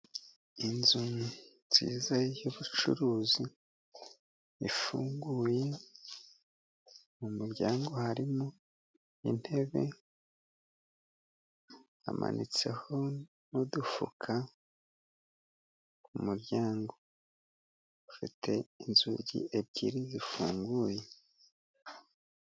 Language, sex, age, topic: Kinyarwanda, male, 50+, finance